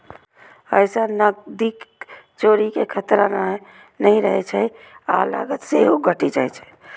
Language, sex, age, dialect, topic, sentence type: Maithili, female, 25-30, Eastern / Thethi, banking, statement